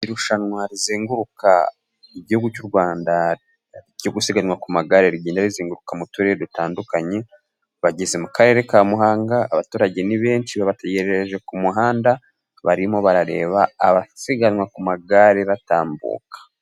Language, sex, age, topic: Kinyarwanda, male, 18-24, government